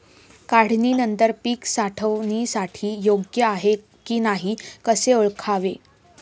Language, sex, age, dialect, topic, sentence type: Marathi, female, 18-24, Standard Marathi, agriculture, question